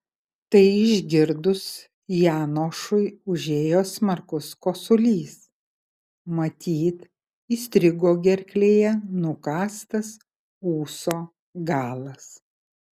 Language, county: Lithuanian, Kaunas